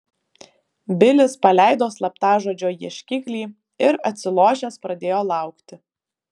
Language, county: Lithuanian, Vilnius